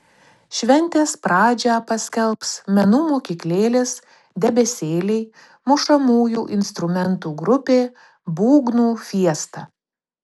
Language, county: Lithuanian, Telšiai